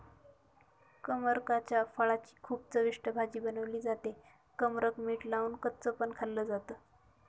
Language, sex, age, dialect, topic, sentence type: Marathi, female, 25-30, Northern Konkan, agriculture, statement